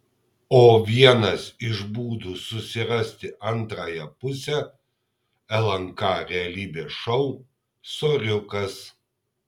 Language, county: Lithuanian, Kaunas